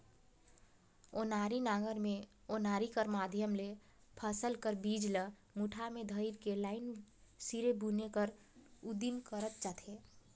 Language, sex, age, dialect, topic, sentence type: Chhattisgarhi, female, 18-24, Northern/Bhandar, agriculture, statement